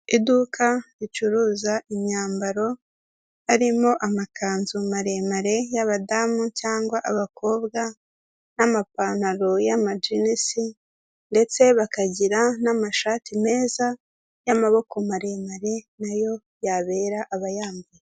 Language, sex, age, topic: Kinyarwanda, female, 18-24, finance